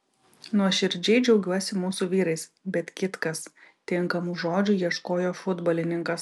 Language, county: Lithuanian, Vilnius